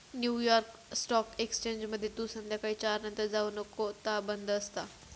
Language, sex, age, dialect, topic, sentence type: Marathi, female, 31-35, Southern Konkan, banking, statement